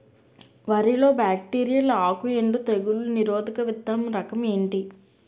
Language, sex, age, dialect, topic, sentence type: Telugu, female, 18-24, Utterandhra, agriculture, question